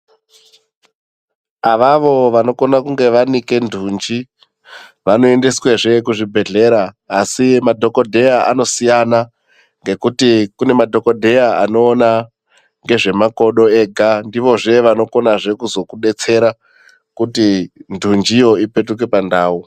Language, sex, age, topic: Ndau, female, 18-24, health